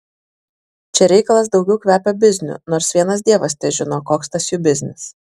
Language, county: Lithuanian, Vilnius